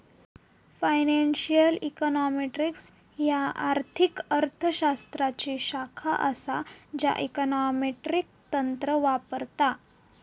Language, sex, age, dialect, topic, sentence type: Marathi, female, 18-24, Southern Konkan, banking, statement